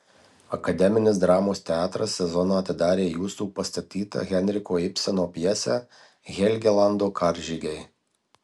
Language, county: Lithuanian, Marijampolė